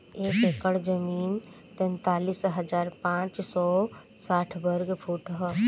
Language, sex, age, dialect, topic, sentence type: Bhojpuri, female, 25-30, Northern, agriculture, statement